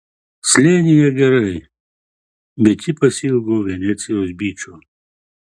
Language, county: Lithuanian, Marijampolė